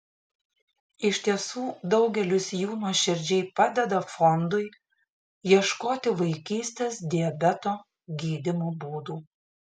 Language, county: Lithuanian, Šiauliai